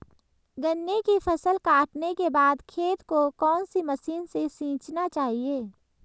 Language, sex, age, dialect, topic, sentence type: Hindi, male, 25-30, Hindustani Malvi Khadi Boli, agriculture, question